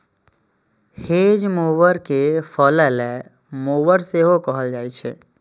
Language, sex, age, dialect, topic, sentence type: Maithili, male, 25-30, Eastern / Thethi, agriculture, statement